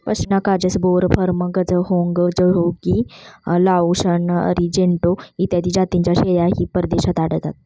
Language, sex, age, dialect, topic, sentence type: Marathi, female, 25-30, Standard Marathi, agriculture, statement